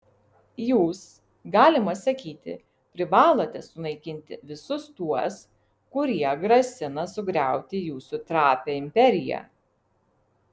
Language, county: Lithuanian, Vilnius